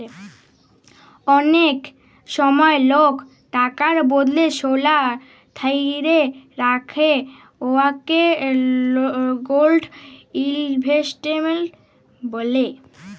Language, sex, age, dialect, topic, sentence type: Bengali, female, <18, Jharkhandi, banking, statement